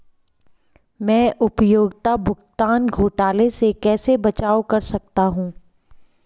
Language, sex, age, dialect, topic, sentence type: Hindi, female, 25-30, Hindustani Malvi Khadi Boli, banking, question